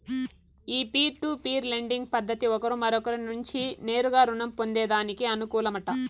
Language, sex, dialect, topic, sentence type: Telugu, female, Southern, banking, statement